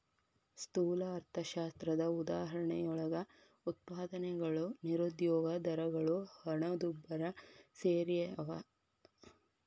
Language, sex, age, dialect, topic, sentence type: Kannada, female, 18-24, Dharwad Kannada, banking, statement